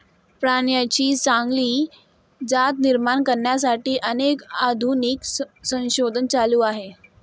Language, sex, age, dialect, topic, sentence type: Marathi, female, 18-24, Standard Marathi, agriculture, statement